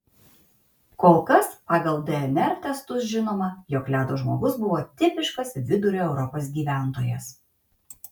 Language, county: Lithuanian, Kaunas